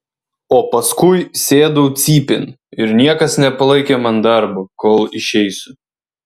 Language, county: Lithuanian, Vilnius